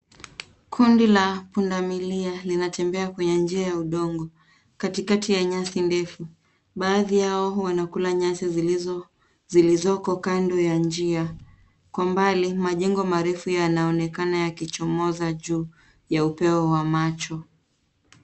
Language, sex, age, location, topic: Swahili, female, 25-35, Nairobi, government